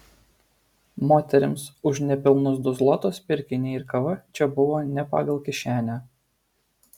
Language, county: Lithuanian, Alytus